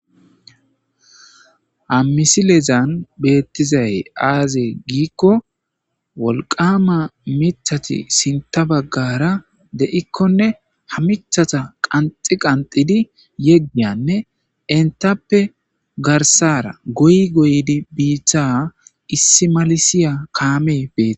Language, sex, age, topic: Gamo, male, 25-35, agriculture